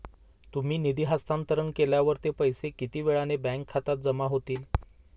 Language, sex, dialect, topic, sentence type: Marathi, male, Standard Marathi, banking, question